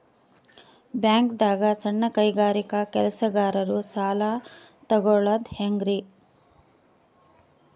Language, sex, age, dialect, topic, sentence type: Kannada, female, 25-30, Northeastern, banking, question